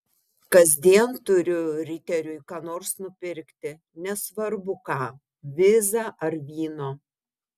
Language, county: Lithuanian, Utena